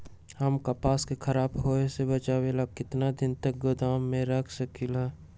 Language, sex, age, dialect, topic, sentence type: Magahi, male, 18-24, Western, agriculture, question